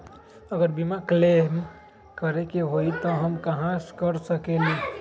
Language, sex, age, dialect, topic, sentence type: Magahi, male, 18-24, Western, banking, question